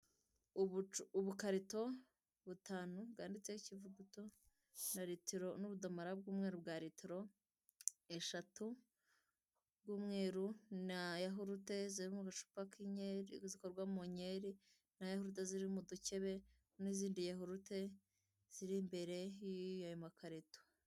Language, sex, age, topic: Kinyarwanda, female, 18-24, finance